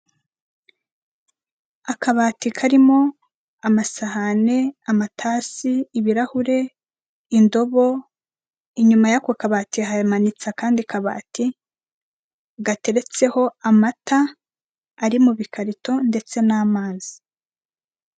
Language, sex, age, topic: Kinyarwanda, female, 25-35, finance